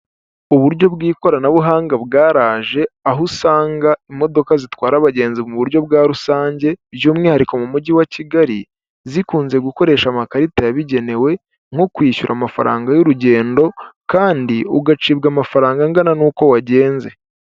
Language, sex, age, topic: Kinyarwanda, male, 25-35, government